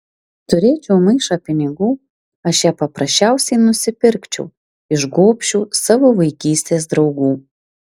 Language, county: Lithuanian, Vilnius